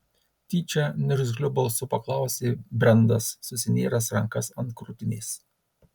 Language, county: Lithuanian, Tauragė